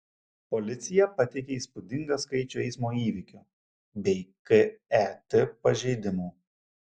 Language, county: Lithuanian, Šiauliai